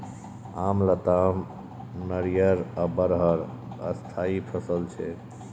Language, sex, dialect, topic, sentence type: Maithili, male, Bajjika, agriculture, statement